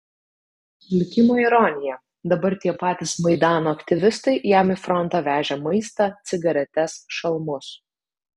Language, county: Lithuanian, Vilnius